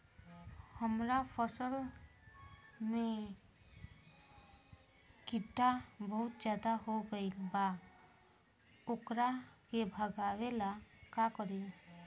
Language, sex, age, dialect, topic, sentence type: Bhojpuri, female, <18, Southern / Standard, agriculture, question